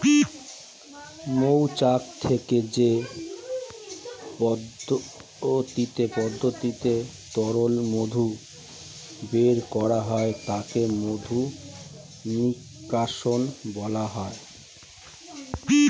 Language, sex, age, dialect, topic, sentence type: Bengali, male, 41-45, Standard Colloquial, agriculture, statement